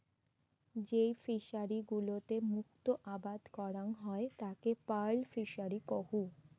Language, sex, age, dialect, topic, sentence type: Bengali, female, 18-24, Rajbangshi, agriculture, statement